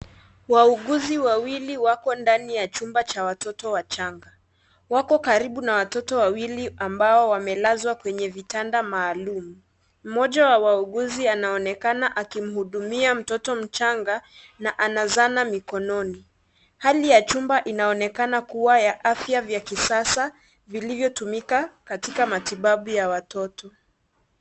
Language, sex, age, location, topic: Swahili, female, 25-35, Kisii, health